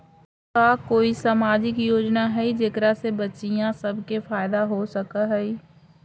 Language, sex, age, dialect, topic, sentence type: Magahi, female, 51-55, Central/Standard, banking, statement